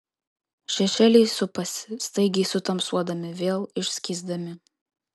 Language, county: Lithuanian, Kaunas